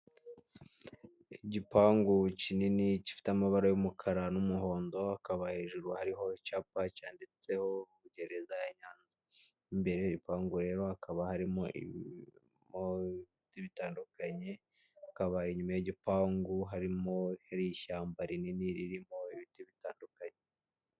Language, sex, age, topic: Kinyarwanda, male, 18-24, government